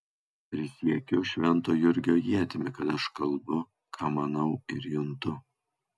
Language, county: Lithuanian, Kaunas